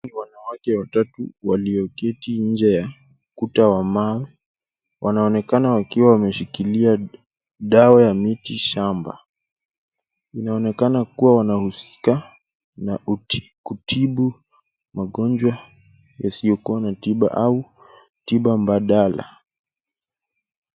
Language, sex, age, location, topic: Swahili, male, 18-24, Kisumu, health